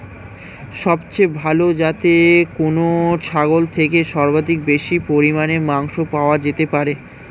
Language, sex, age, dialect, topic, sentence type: Bengali, male, 18-24, Standard Colloquial, agriculture, question